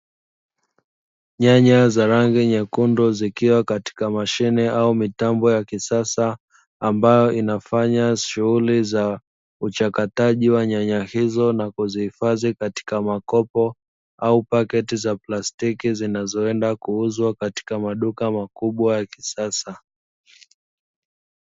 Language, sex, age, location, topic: Swahili, male, 25-35, Dar es Salaam, agriculture